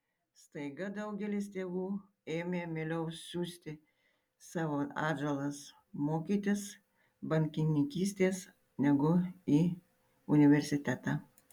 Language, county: Lithuanian, Tauragė